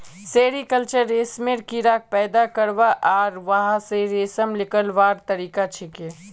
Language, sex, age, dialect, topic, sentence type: Magahi, male, 18-24, Northeastern/Surjapuri, agriculture, statement